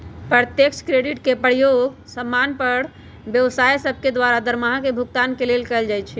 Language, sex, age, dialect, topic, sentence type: Magahi, male, 36-40, Western, banking, statement